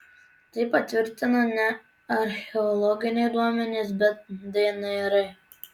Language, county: Lithuanian, Tauragė